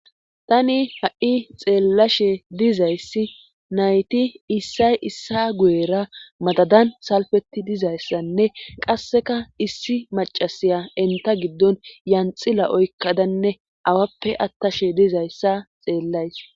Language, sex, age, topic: Gamo, female, 25-35, government